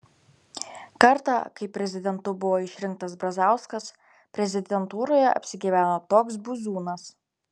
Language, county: Lithuanian, Telšiai